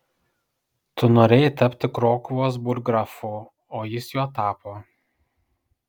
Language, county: Lithuanian, Kaunas